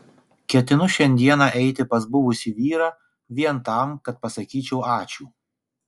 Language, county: Lithuanian, Kaunas